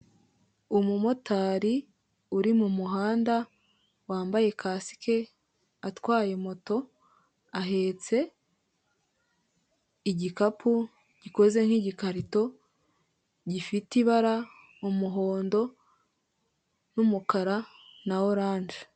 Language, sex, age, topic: Kinyarwanda, female, 18-24, finance